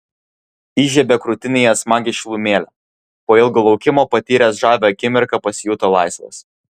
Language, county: Lithuanian, Vilnius